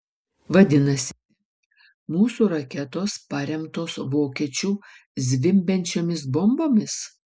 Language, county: Lithuanian, Vilnius